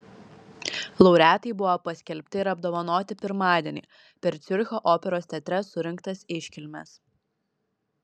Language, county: Lithuanian, Vilnius